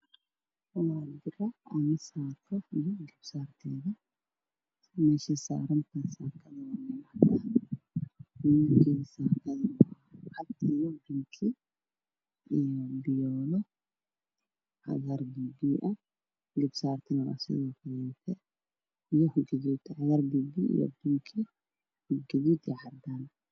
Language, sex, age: Somali, male, 18-24